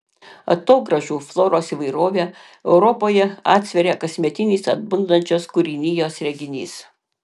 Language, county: Lithuanian, Panevėžys